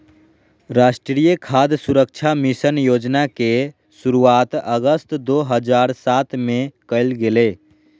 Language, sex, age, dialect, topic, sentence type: Magahi, male, 18-24, Southern, agriculture, statement